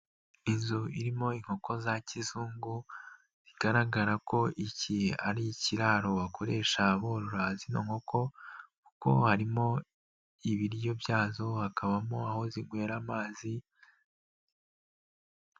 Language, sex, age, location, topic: Kinyarwanda, male, 18-24, Nyagatare, agriculture